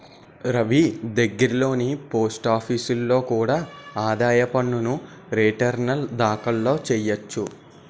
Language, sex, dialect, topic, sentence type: Telugu, male, Utterandhra, banking, statement